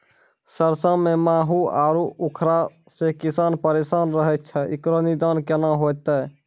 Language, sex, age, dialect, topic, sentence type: Maithili, male, 46-50, Angika, agriculture, question